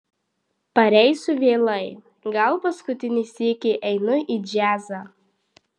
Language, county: Lithuanian, Marijampolė